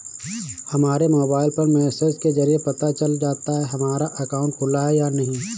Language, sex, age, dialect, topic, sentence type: Hindi, male, 31-35, Awadhi Bundeli, banking, statement